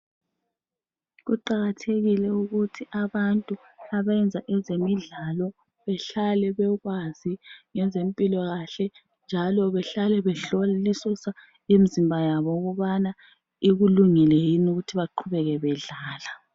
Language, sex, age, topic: North Ndebele, female, 25-35, health